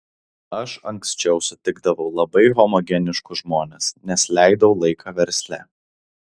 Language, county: Lithuanian, Alytus